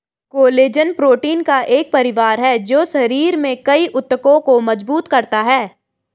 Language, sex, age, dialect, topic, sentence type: Hindi, female, 18-24, Garhwali, agriculture, statement